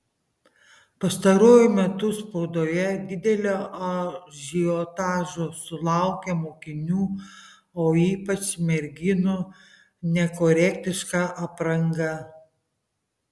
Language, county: Lithuanian, Panevėžys